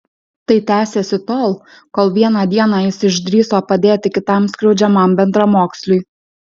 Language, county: Lithuanian, Alytus